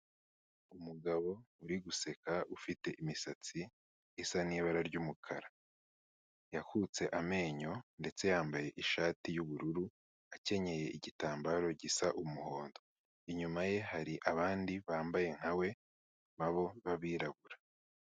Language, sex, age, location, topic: Kinyarwanda, male, 18-24, Kigali, health